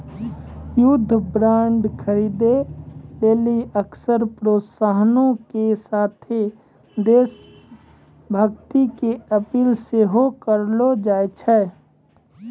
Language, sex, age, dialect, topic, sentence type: Maithili, male, 25-30, Angika, banking, statement